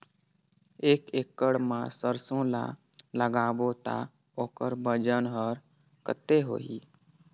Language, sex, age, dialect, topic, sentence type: Chhattisgarhi, male, 18-24, Northern/Bhandar, agriculture, question